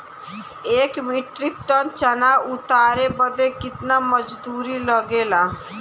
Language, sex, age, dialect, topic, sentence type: Bhojpuri, female, <18, Western, agriculture, question